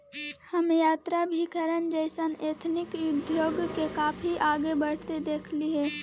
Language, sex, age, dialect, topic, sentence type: Magahi, female, 18-24, Central/Standard, agriculture, statement